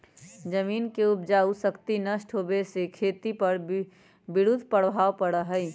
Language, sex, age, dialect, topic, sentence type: Magahi, female, 18-24, Western, agriculture, statement